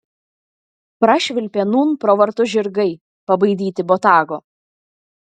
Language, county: Lithuanian, Kaunas